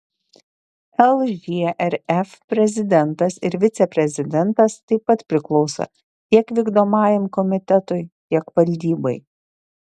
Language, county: Lithuanian, Šiauliai